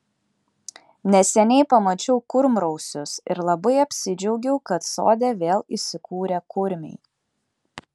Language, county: Lithuanian, Klaipėda